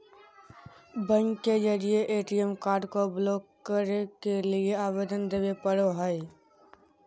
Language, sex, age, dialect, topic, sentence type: Magahi, male, 60-100, Southern, banking, statement